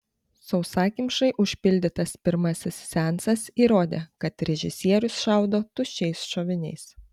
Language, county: Lithuanian, Panevėžys